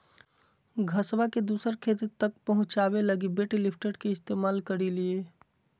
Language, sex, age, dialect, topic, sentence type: Magahi, male, 25-30, Southern, agriculture, statement